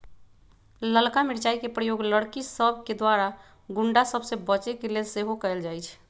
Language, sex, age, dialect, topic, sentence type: Magahi, female, 36-40, Western, agriculture, statement